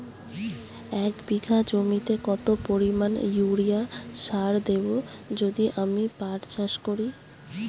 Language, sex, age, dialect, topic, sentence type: Bengali, female, 18-24, Rajbangshi, agriculture, question